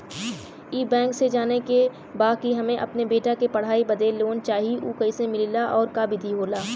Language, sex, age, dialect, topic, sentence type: Bhojpuri, female, 18-24, Western, banking, question